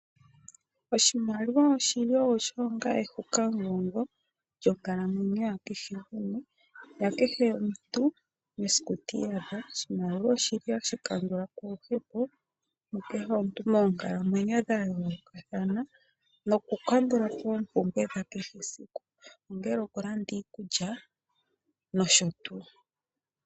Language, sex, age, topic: Oshiwambo, female, 25-35, finance